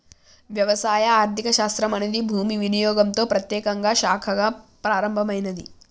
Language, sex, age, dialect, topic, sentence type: Telugu, female, 18-24, Telangana, banking, statement